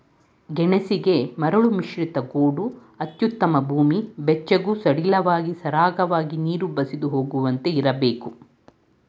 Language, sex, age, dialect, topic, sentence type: Kannada, female, 46-50, Mysore Kannada, agriculture, statement